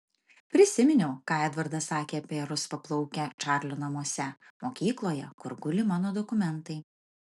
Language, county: Lithuanian, Marijampolė